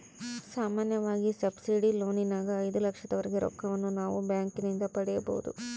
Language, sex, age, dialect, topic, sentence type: Kannada, female, 25-30, Central, banking, statement